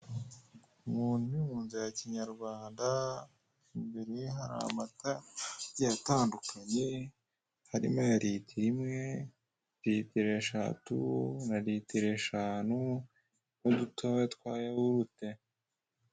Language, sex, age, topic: Kinyarwanda, male, 18-24, finance